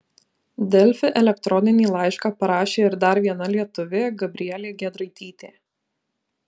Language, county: Lithuanian, Kaunas